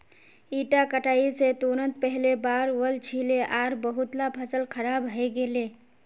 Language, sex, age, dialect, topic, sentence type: Magahi, female, 46-50, Northeastern/Surjapuri, agriculture, statement